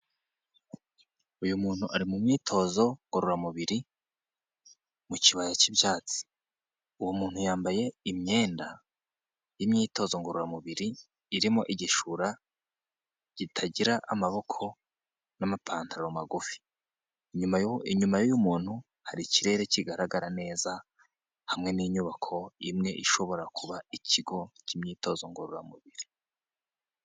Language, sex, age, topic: Kinyarwanda, male, 18-24, health